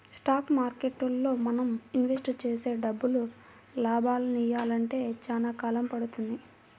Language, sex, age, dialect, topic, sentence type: Telugu, female, 56-60, Central/Coastal, banking, statement